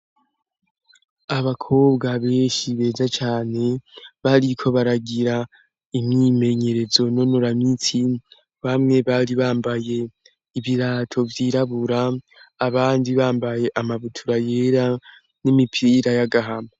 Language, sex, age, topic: Rundi, male, 18-24, education